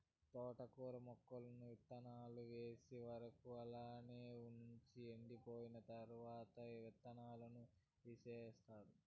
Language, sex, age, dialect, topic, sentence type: Telugu, male, 46-50, Southern, agriculture, statement